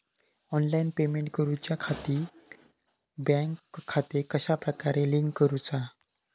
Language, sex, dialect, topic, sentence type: Marathi, male, Southern Konkan, banking, question